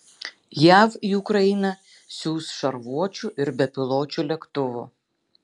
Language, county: Lithuanian, Šiauliai